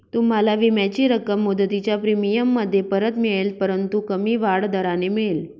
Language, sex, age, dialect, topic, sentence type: Marathi, female, 31-35, Northern Konkan, banking, statement